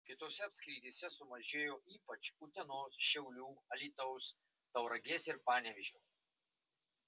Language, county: Lithuanian, Marijampolė